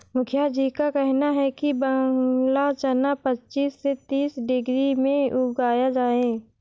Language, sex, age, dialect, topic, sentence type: Hindi, female, 18-24, Awadhi Bundeli, agriculture, statement